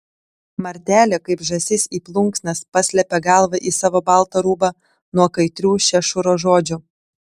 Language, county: Lithuanian, Telšiai